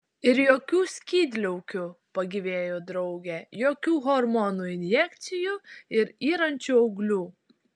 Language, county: Lithuanian, Šiauliai